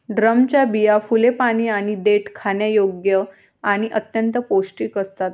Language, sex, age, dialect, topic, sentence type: Marathi, female, 25-30, Varhadi, agriculture, statement